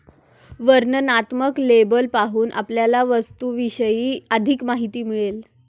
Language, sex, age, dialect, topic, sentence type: Marathi, female, 18-24, Standard Marathi, banking, statement